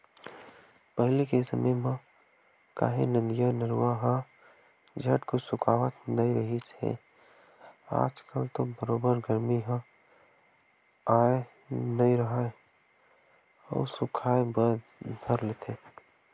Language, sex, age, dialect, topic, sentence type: Chhattisgarhi, male, 18-24, Western/Budati/Khatahi, agriculture, statement